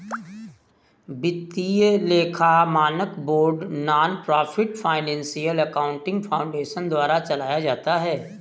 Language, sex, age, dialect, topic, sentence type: Hindi, male, 18-24, Awadhi Bundeli, banking, statement